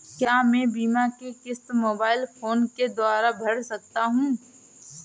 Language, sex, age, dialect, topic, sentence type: Hindi, female, 18-24, Marwari Dhudhari, banking, question